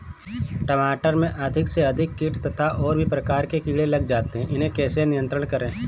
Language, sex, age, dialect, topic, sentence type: Hindi, male, 25-30, Awadhi Bundeli, agriculture, question